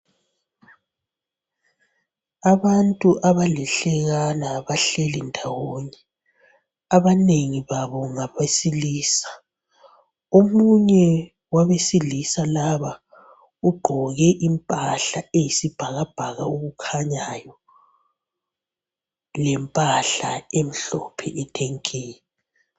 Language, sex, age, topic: North Ndebele, female, 25-35, health